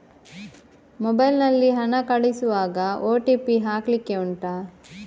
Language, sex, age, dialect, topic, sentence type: Kannada, female, 18-24, Coastal/Dakshin, banking, question